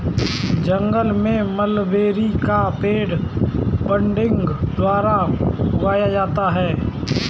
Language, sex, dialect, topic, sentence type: Hindi, male, Kanauji Braj Bhasha, agriculture, statement